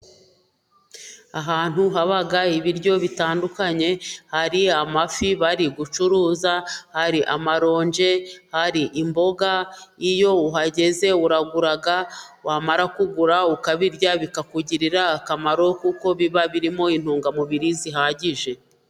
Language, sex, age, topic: Kinyarwanda, female, 36-49, agriculture